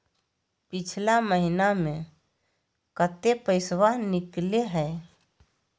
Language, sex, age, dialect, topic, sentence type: Magahi, female, 51-55, Southern, banking, question